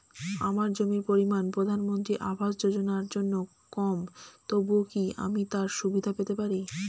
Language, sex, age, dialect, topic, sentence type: Bengali, female, 25-30, Standard Colloquial, banking, question